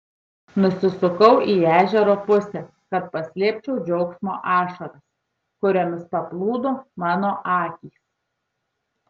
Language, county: Lithuanian, Tauragė